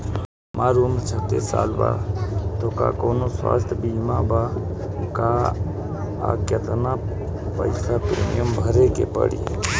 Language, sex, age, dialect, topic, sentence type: Bhojpuri, female, 25-30, Southern / Standard, banking, question